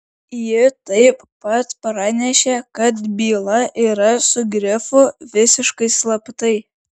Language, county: Lithuanian, Šiauliai